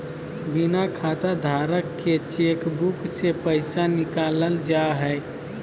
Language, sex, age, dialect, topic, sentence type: Magahi, male, 25-30, Southern, banking, statement